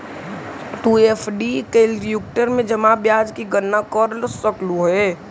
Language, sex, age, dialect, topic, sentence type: Magahi, male, 18-24, Central/Standard, banking, statement